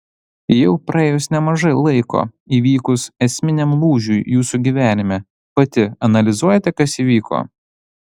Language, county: Lithuanian, Panevėžys